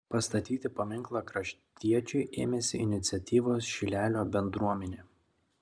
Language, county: Lithuanian, Kaunas